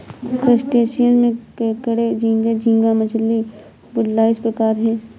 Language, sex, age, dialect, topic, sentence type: Hindi, female, 51-55, Awadhi Bundeli, agriculture, statement